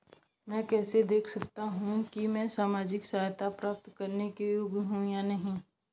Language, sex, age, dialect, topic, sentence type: Hindi, male, 18-24, Hindustani Malvi Khadi Boli, banking, question